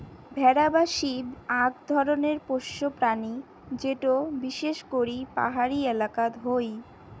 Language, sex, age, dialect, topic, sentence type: Bengali, female, 18-24, Rajbangshi, agriculture, statement